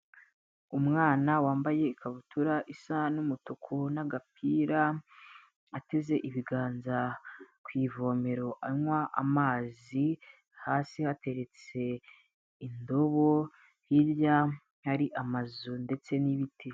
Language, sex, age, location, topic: Kinyarwanda, female, 18-24, Kigali, health